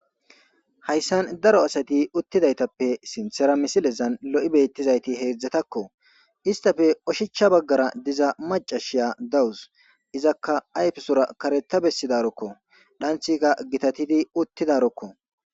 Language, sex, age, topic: Gamo, male, 18-24, government